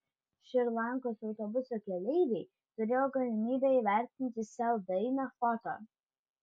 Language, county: Lithuanian, Vilnius